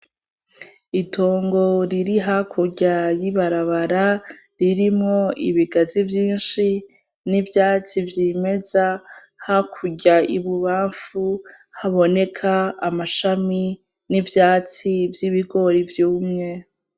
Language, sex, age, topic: Rundi, female, 25-35, agriculture